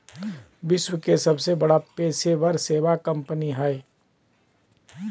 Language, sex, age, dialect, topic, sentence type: Magahi, male, 31-35, Southern, banking, statement